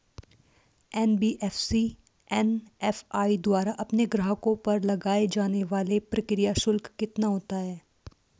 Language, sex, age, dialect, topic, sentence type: Hindi, female, 18-24, Hindustani Malvi Khadi Boli, banking, question